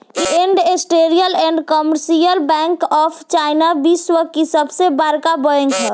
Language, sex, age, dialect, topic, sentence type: Bhojpuri, female, <18, Southern / Standard, banking, statement